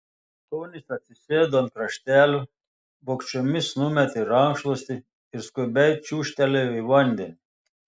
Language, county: Lithuanian, Telšiai